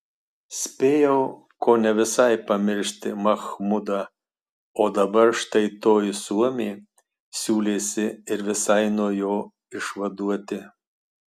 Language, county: Lithuanian, Marijampolė